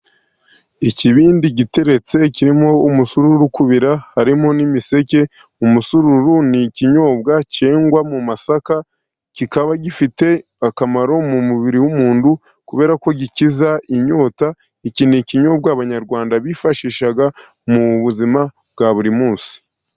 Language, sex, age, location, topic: Kinyarwanda, male, 50+, Musanze, government